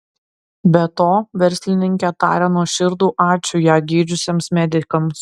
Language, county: Lithuanian, Klaipėda